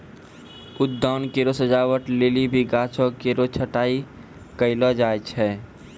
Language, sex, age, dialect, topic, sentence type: Maithili, male, 41-45, Angika, agriculture, statement